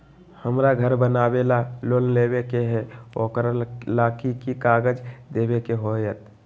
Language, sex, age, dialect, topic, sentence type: Magahi, male, 18-24, Western, banking, question